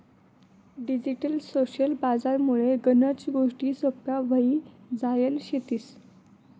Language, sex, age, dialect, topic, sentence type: Marathi, female, 25-30, Northern Konkan, banking, statement